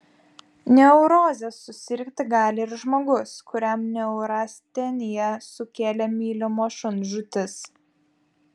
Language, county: Lithuanian, Vilnius